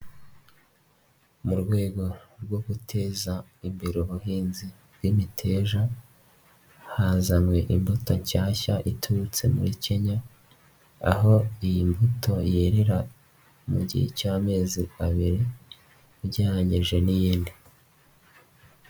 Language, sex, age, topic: Kinyarwanda, male, 18-24, finance